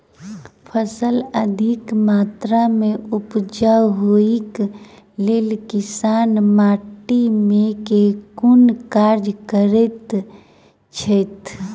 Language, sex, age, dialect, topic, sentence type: Maithili, female, 25-30, Southern/Standard, agriculture, question